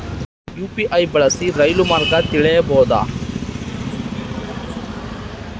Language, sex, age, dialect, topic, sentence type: Kannada, male, 31-35, Central, banking, question